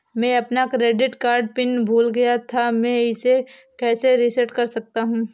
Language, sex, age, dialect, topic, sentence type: Hindi, female, 18-24, Awadhi Bundeli, banking, question